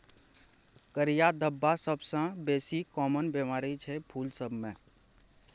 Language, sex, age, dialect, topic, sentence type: Maithili, male, 18-24, Bajjika, agriculture, statement